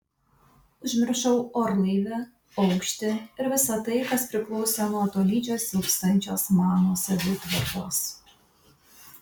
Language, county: Lithuanian, Vilnius